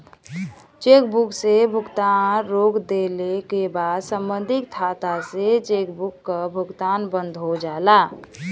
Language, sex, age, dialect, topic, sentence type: Bhojpuri, female, 25-30, Western, banking, statement